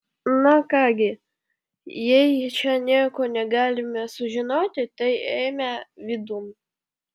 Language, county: Lithuanian, Vilnius